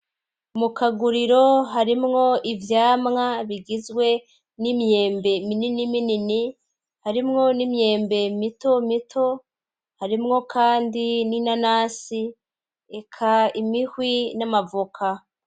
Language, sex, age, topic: Rundi, female, 25-35, agriculture